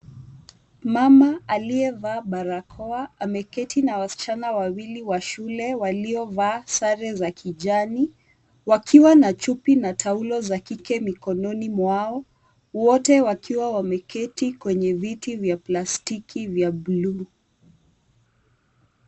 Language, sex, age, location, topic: Swahili, female, 18-24, Nairobi, health